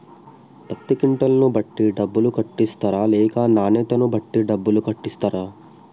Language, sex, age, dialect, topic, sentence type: Telugu, male, 18-24, Telangana, agriculture, question